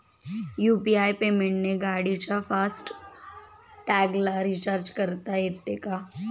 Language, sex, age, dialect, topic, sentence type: Marathi, female, 18-24, Standard Marathi, banking, question